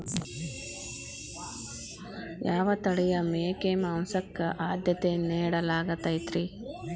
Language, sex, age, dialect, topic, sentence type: Kannada, female, 41-45, Dharwad Kannada, agriculture, statement